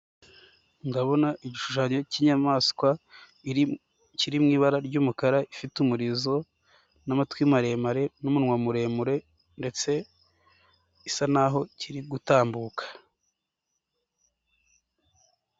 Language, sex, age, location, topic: Kinyarwanda, male, 18-24, Nyagatare, education